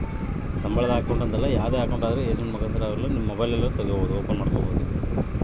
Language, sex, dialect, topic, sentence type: Kannada, male, Central, banking, statement